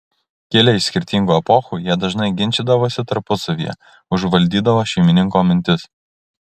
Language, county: Lithuanian, Kaunas